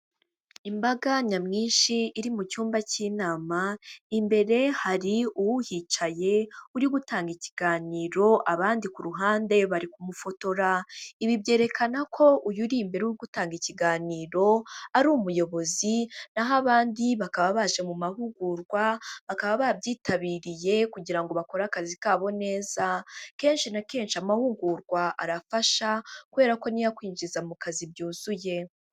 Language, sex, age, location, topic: Kinyarwanda, female, 18-24, Huye, government